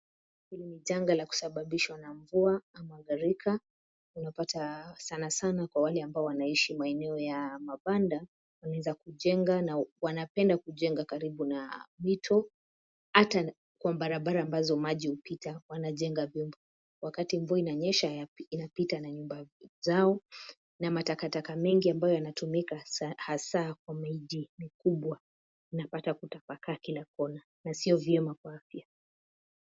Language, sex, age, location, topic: Swahili, female, 25-35, Nairobi, government